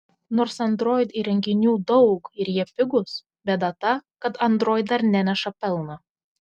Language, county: Lithuanian, Telšiai